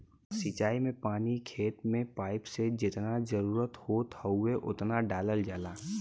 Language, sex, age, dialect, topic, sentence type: Bhojpuri, female, 36-40, Western, agriculture, statement